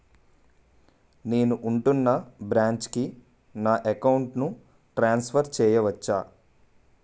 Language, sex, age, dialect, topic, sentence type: Telugu, male, 18-24, Utterandhra, banking, question